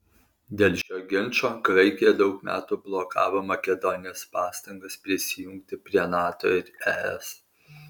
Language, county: Lithuanian, Alytus